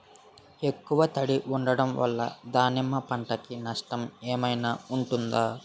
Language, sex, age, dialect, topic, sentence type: Telugu, male, 18-24, Utterandhra, agriculture, question